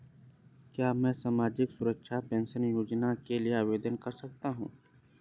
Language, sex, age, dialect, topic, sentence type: Hindi, male, 25-30, Awadhi Bundeli, banking, question